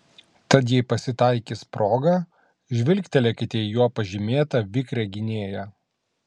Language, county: Lithuanian, Klaipėda